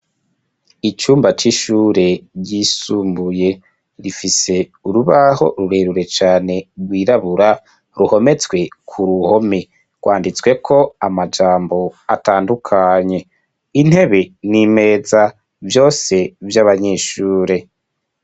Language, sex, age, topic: Rundi, male, 25-35, education